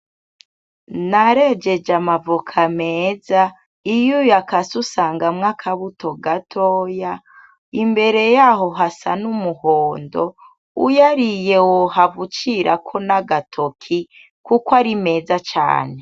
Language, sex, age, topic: Rundi, female, 25-35, agriculture